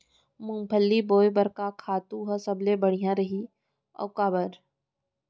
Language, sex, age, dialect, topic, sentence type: Chhattisgarhi, female, 60-100, Central, agriculture, question